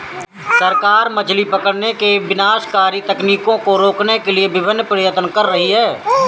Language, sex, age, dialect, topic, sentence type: Hindi, male, 25-30, Awadhi Bundeli, agriculture, statement